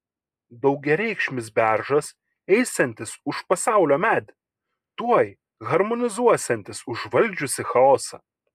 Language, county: Lithuanian, Kaunas